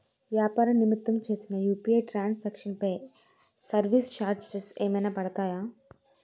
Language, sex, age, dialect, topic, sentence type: Telugu, female, 18-24, Utterandhra, banking, question